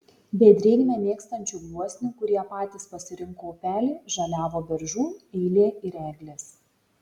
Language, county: Lithuanian, Šiauliai